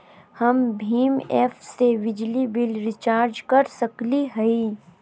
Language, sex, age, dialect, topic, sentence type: Magahi, female, 31-35, Southern, banking, question